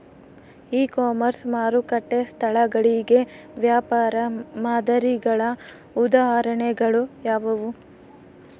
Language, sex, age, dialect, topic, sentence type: Kannada, female, 18-24, Central, agriculture, question